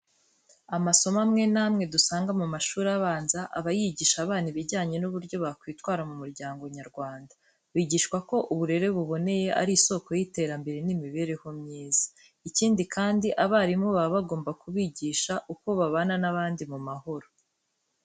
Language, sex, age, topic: Kinyarwanda, female, 18-24, education